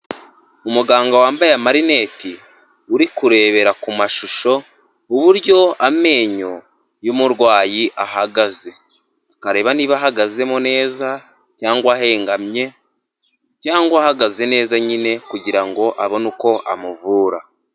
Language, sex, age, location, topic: Kinyarwanda, male, 18-24, Huye, health